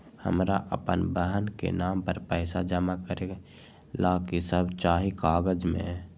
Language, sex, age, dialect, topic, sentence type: Magahi, male, 18-24, Western, banking, question